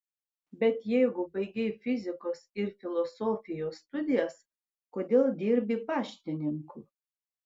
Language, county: Lithuanian, Klaipėda